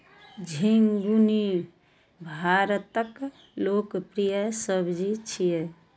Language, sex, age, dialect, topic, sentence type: Maithili, female, 51-55, Eastern / Thethi, agriculture, statement